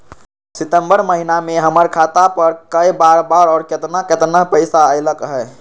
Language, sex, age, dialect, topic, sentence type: Magahi, male, 56-60, Western, banking, question